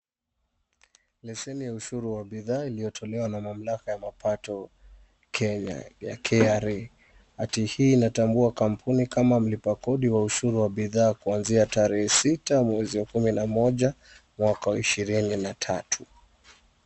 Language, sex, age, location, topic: Swahili, male, 25-35, Kisumu, finance